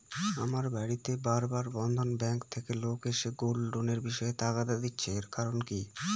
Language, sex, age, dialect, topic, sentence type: Bengali, male, 25-30, Northern/Varendri, banking, question